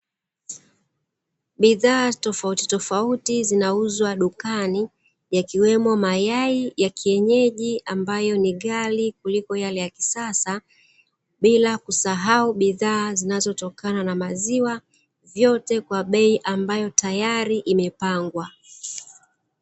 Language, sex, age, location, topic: Swahili, female, 36-49, Dar es Salaam, finance